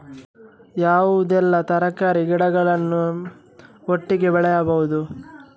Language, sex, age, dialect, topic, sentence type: Kannada, male, 18-24, Coastal/Dakshin, agriculture, question